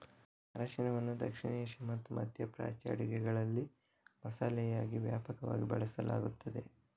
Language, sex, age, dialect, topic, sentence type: Kannada, male, 18-24, Coastal/Dakshin, agriculture, statement